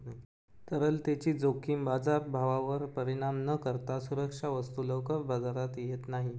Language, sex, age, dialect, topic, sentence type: Marathi, male, 25-30, Southern Konkan, banking, statement